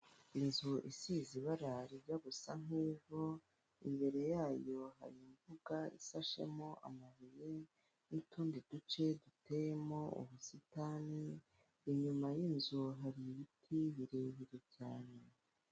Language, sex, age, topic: Kinyarwanda, female, 18-24, government